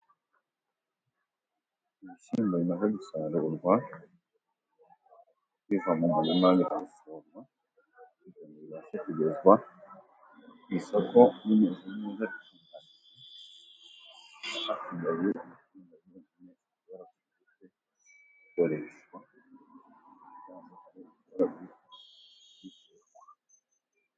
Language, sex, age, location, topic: Kinyarwanda, male, 25-35, Musanze, government